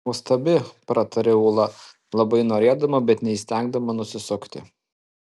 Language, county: Lithuanian, Alytus